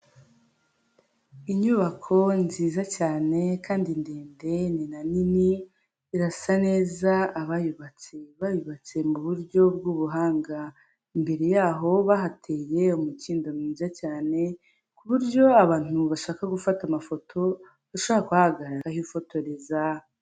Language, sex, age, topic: Kinyarwanda, female, 25-35, government